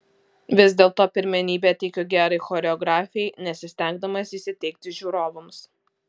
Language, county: Lithuanian, Alytus